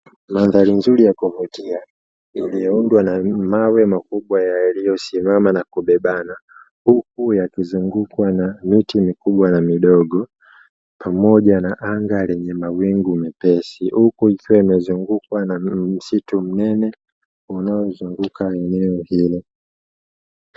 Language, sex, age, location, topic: Swahili, male, 25-35, Dar es Salaam, agriculture